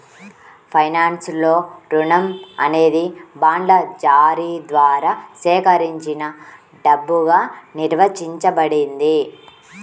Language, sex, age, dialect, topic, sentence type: Telugu, female, 18-24, Central/Coastal, banking, statement